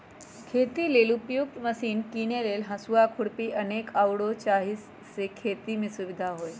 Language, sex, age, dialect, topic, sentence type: Magahi, female, 31-35, Western, agriculture, statement